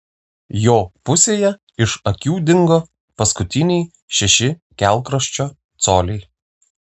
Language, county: Lithuanian, Vilnius